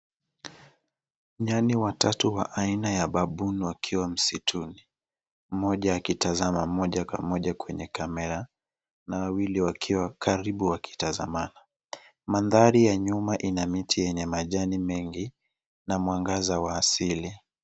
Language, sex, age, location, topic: Swahili, male, 25-35, Nairobi, government